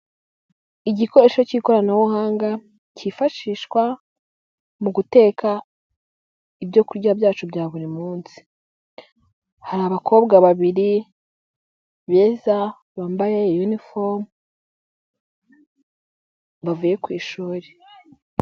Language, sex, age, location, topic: Kinyarwanda, female, 18-24, Nyagatare, health